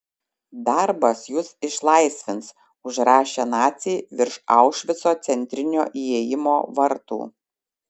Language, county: Lithuanian, Šiauliai